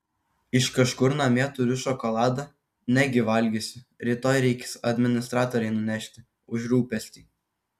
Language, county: Lithuanian, Kaunas